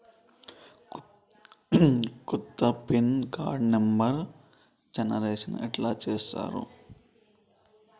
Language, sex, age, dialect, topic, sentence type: Telugu, male, 25-30, Telangana, banking, question